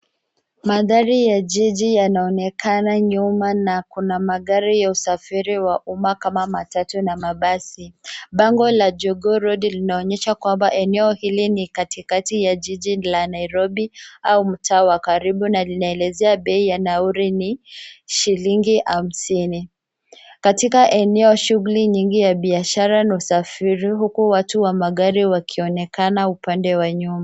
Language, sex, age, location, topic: Swahili, female, 18-24, Nairobi, government